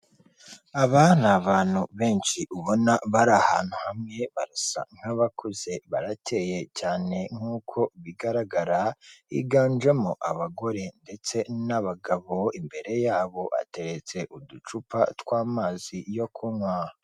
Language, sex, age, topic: Kinyarwanda, female, 36-49, government